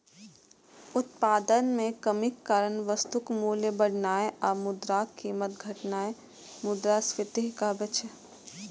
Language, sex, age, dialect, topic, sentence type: Maithili, male, 18-24, Eastern / Thethi, banking, statement